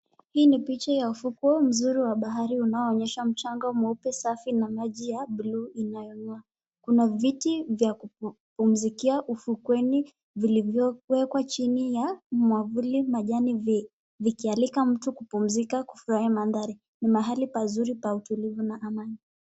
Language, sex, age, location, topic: Swahili, female, 25-35, Mombasa, government